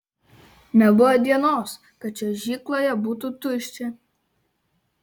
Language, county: Lithuanian, Kaunas